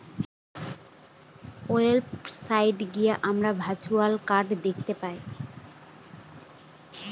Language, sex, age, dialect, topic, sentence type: Bengali, female, 18-24, Northern/Varendri, banking, statement